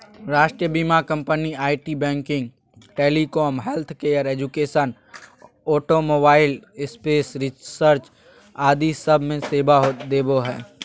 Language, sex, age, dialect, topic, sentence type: Magahi, male, 31-35, Southern, banking, statement